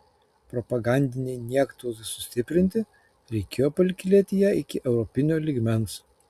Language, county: Lithuanian, Kaunas